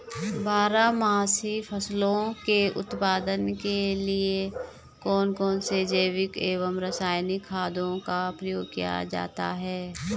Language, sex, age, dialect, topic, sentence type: Hindi, female, 36-40, Garhwali, agriculture, question